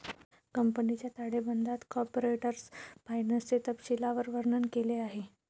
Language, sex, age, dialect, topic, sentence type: Marathi, female, 18-24, Varhadi, banking, statement